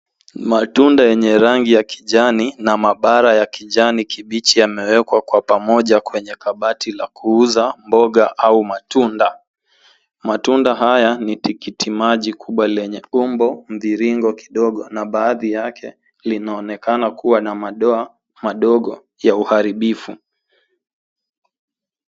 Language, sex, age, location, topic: Swahili, male, 18-24, Nairobi, finance